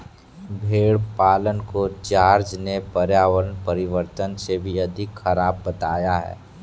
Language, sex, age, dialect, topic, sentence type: Hindi, male, 46-50, Kanauji Braj Bhasha, agriculture, statement